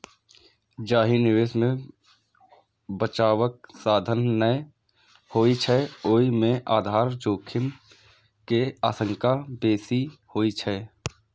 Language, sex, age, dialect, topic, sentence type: Maithili, male, 18-24, Eastern / Thethi, banking, statement